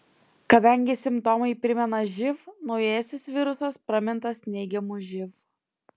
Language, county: Lithuanian, Klaipėda